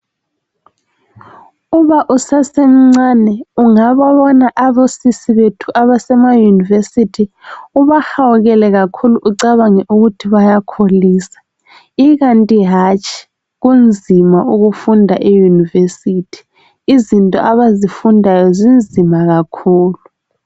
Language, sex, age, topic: North Ndebele, female, 18-24, education